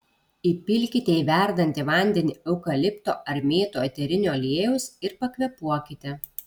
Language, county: Lithuanian, Kaunas